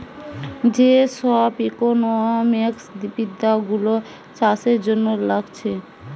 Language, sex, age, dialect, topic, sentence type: Bengali, female, 18-24, Western, agriculture, statement